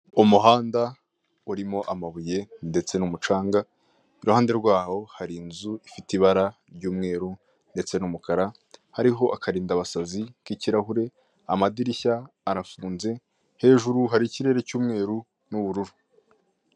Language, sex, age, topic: Kinyarwanda, male, 18-24, finance